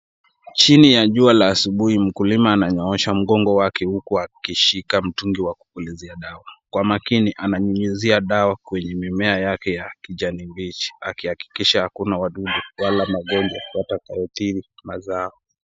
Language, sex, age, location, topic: Swahili, male, 18-24, Kisumu, health